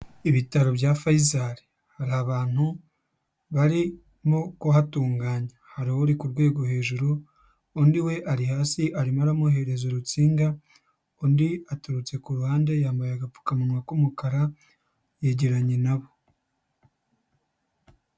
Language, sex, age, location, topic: Kinyarwanda, male, 18-24, Huye, health